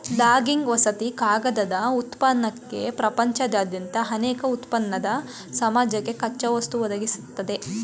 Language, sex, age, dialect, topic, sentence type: Kannada, female, 18-24, Mysore Kannada, agriculture, statement